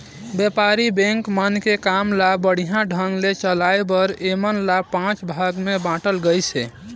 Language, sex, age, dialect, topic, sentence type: Chhattisgarhi, male, 18-24, Northern/Bhandar, banking, statement